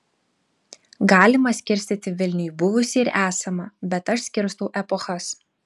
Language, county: Lithuanian, Klaipėda